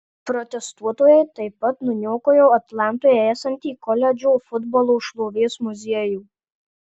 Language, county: Lithuanian, Marijampolė